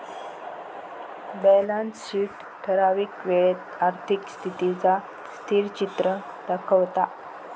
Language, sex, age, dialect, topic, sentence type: Marathi, female, 25-30, Southern Konkan, banking, statement